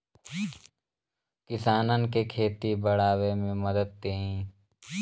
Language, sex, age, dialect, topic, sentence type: Bhojpuri, male, <18, Western, agriculture, statement